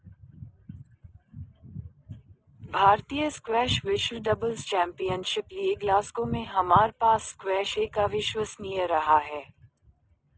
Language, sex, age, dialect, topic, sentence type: Hindi, female, 25-30, Marwari Dhudhari, agriculture, statement